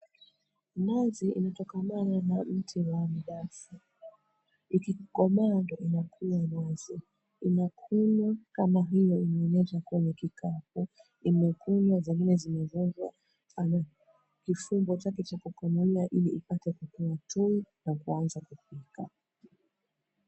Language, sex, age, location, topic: Swahili, female, 36-49, Mombasa, agriculture